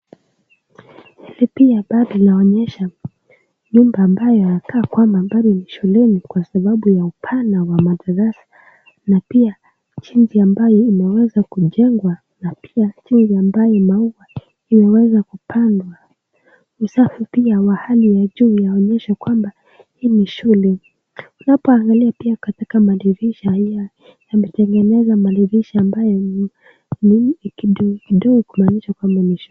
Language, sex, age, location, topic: Swahili, female, 18-24, Nakuru, education